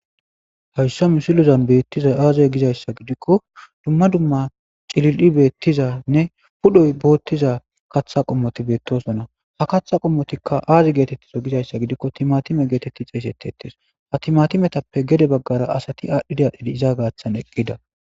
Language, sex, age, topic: Gamo, male, 25-35, agriculture